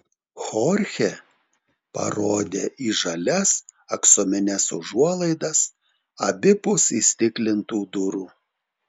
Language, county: Lithuanian, Telšiai